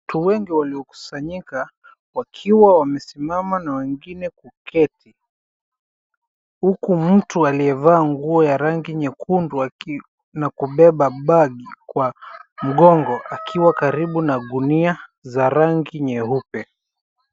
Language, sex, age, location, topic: Swahili, male, 25-35, Mombasa, finance